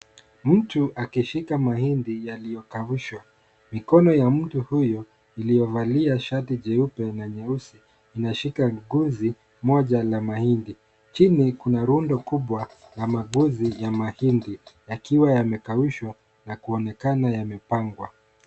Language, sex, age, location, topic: Swahili, male, 25-35, Kisumu, agriculture